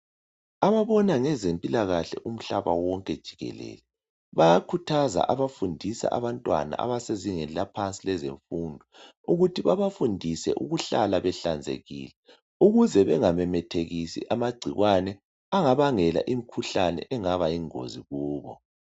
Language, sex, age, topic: North Ndebele, male, 36-49, health